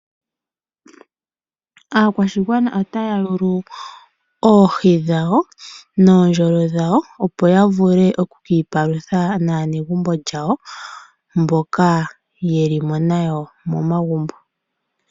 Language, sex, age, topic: Oshiwambo, female, 25-35, agriculture